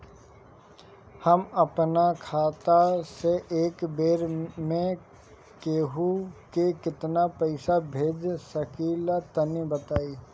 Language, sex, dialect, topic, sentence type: Bhojpuri, male, Northern, banking, question